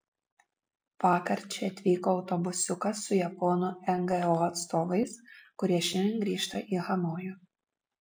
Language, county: Lithuanian, Vilnius